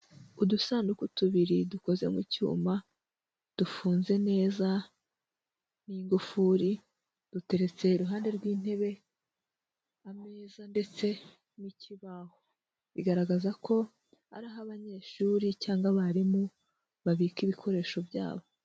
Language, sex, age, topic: Kinyarwanda, male, 18-24, education